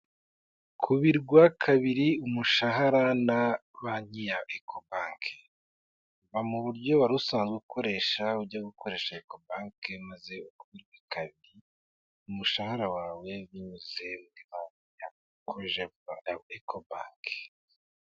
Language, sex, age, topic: Kinyarwanda, male, 25-35, finance